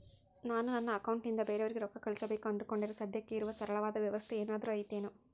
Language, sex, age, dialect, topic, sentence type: Kannada, female, 41-45, Central, banking, question